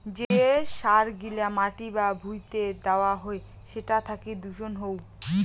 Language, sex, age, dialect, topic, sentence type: Bengali, female, 18-24, Rajbangshi, agriculture, statement